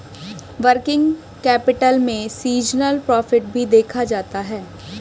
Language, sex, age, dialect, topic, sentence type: Hindi, male, 25-30, Hindustani Malvi Khadi Boli, banking, statement